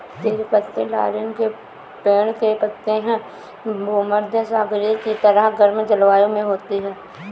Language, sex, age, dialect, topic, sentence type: Hindi, female, 18-24, Awadhi Bundeli, agriculture, statement